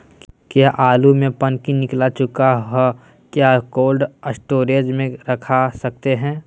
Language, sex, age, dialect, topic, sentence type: Magahi, male, 18-24, Southern, agriculture, question